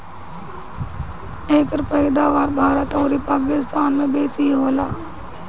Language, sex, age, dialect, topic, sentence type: Bhojpuri, female, 18-24, Northern, agriculture, statement